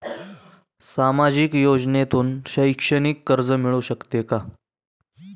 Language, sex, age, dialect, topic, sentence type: Marathi, male, 18-24, Standard Marathi, banking, question